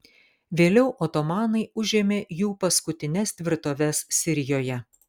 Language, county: Lithuanian, Kaunas